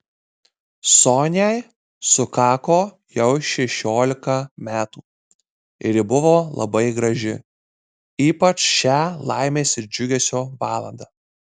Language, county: Lithuanian, Marijampolė